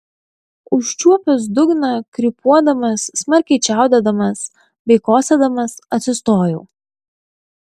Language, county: Lithuanian, Klaipėda